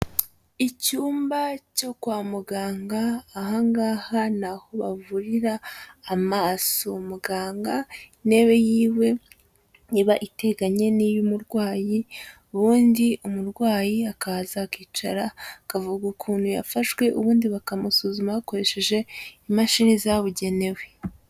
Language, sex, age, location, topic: Kinyarwanda, female, 18-24, Huye, health